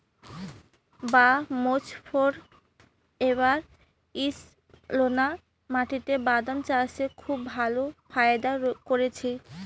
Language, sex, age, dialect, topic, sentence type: Bengali, female, 25-30, Rajbangshi, agriculture, question